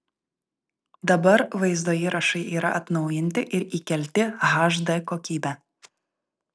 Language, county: Lithuanian, Vilnius